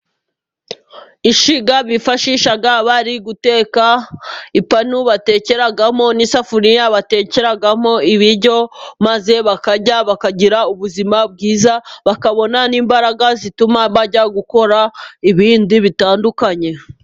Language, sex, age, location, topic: Kinyarwanda, female, 25-35, Musanze, finance